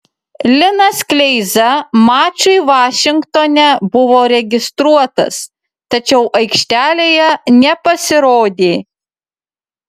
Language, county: Lithuanian, Utena